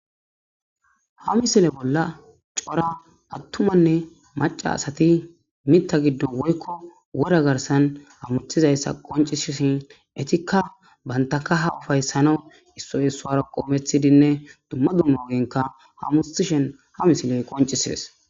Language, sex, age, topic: Gamo, female, 18-24, agriculture